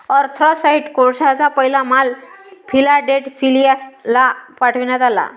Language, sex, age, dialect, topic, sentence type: Marathi, male, 31-35, Varhadi, banking, statement